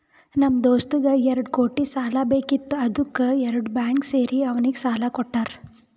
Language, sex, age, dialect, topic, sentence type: Kannada, female, 18-24, Northeastern, banking, statement